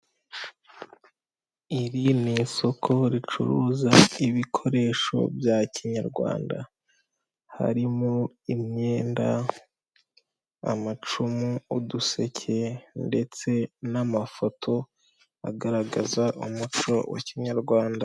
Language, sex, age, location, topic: Kinyarwanda, female, 18-24, Kigali, finance